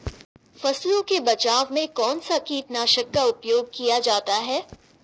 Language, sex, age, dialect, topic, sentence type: Hindi, female, 18-24, Marwari Dhudhari, agriculture, question